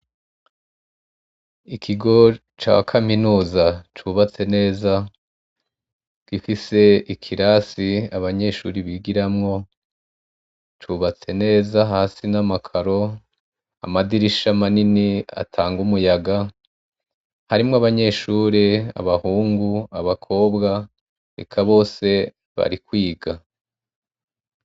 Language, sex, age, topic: Rundi, male, 36-49, education